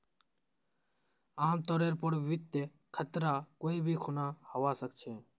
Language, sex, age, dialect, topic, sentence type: Magahi, male, 18-24, Northeastern/Surjapuri, banking, statement